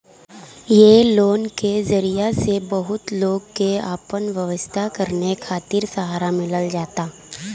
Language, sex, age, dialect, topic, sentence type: Bhojpuri, female, <18, Northern, banking, statement